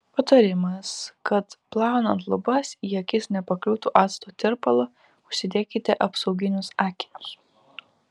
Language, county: Lithuanian, Vilnius